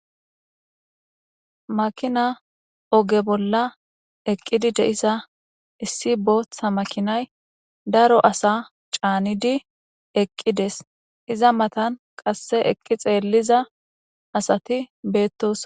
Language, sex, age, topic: Gamo, female, 18-24, government